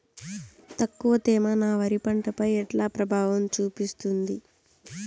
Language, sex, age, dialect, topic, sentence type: Telugu, female, 18-24, Southern, agriculture, question